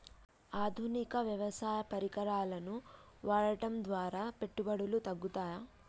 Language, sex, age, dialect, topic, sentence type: Telugu, female, 25-30, Telangana, agriculture, question